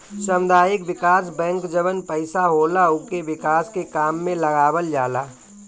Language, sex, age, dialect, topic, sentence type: Bhojpuri, male, 41-45, Northern, banking, statement